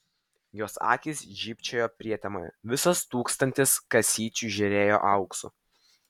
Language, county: Lithuanian, Vilnius